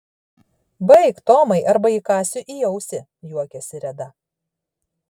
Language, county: Lithuanian, Šiauliai